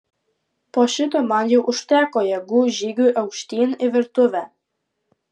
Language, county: Lithuanian, Vilnius